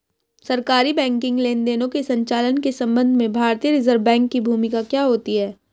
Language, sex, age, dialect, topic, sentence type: Hindi, female, 18-24, Hindustani Malvi Khadi Boli, banking, question